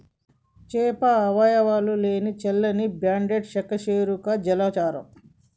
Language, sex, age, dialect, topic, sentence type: Telugu, female, 46-50, Telangana, agriculture, statement